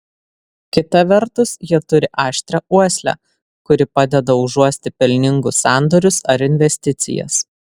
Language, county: Lithuanian, Vilnius